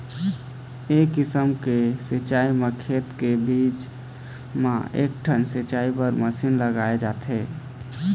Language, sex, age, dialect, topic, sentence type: Chhattisgarhi, male, 18-24, Eastern, agriculture, statement